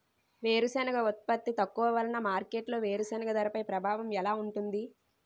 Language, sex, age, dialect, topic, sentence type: Telugu, female, 18-24, Utterandhra, agriculture, question